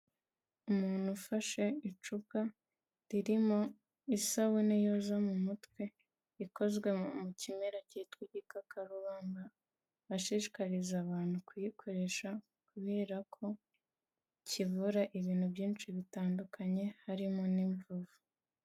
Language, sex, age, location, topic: Kinyarwanda, female, 25-35, Kigali, health